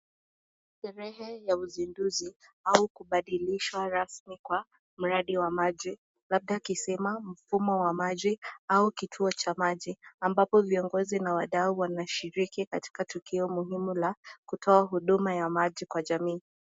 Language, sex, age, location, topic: Swahili, female, 18-24, Nakuru, health